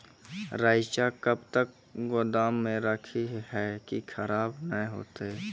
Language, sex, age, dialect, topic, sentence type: Maithili, female, 25-30, Angika, agriculture, question